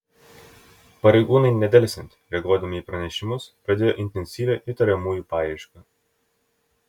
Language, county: Lithuanian, Telšiai